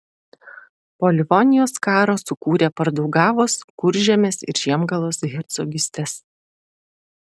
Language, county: Lithuanian, Šiauliai